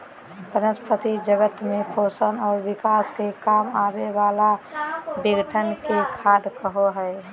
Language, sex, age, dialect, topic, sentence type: Magahi, male, 18-24, Southern, agriculture, statement